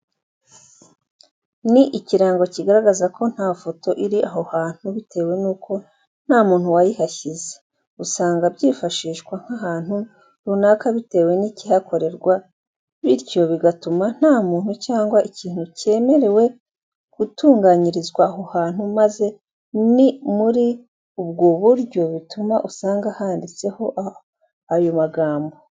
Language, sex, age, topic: Kinyarwanda, female, 25-35, education